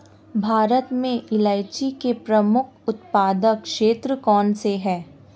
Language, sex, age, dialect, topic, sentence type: Hindi, female, 18-24, Marwari Dhudhari, agriculture, statement